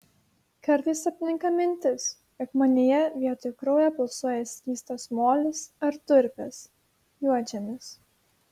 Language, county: Lithuanian, Šiauliai